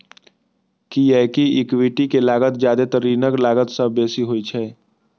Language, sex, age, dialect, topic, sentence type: Maithili, male, 18-24, Eastern / Thethi, banking, statement